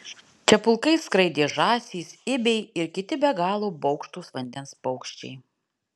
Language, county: Lithuanian, Alytus